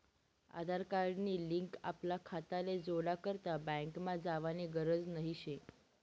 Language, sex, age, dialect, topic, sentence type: Marathi, female, 18-24, Northern Konkan, banking, statement